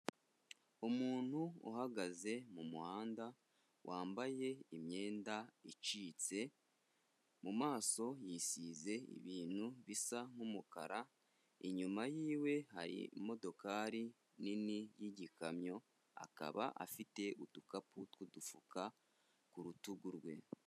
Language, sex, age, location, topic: Kinyarwanda, male, 25-35, Kigali, health